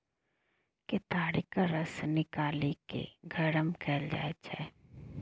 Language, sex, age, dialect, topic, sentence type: Maithili, female, 31-35, Bajjika, agriculture, statement